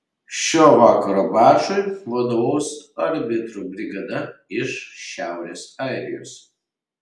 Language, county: Lithuanian, Šiauliai